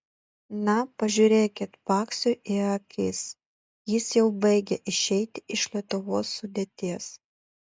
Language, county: Lithuanian, Utena